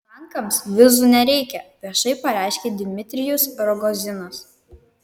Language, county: Lithuanian, Kaunas